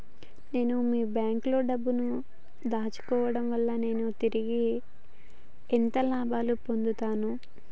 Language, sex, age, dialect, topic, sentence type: Telugu, female, 25-30, Telangana, banking, question